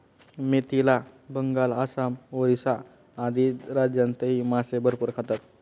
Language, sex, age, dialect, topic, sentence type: Marathi, male, 36-40, Standard Marathi, agriculture, statement